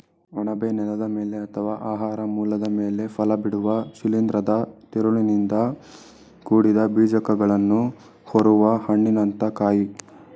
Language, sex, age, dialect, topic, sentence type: Kannada, male, 18-24, Mysore Kannada, agriculture, statement